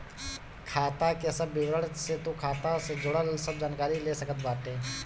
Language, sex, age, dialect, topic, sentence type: Bhojpuri, male, 18-24, Northern, banking, statement